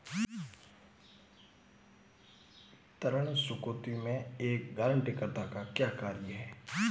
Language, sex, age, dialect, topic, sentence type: Hindi, male, 25-30, Marwari Dhudhari, banking, question